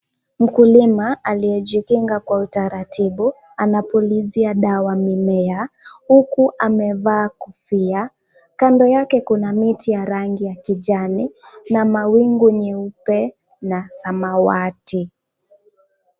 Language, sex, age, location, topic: Swahili, female, 18-24, Kisumu, health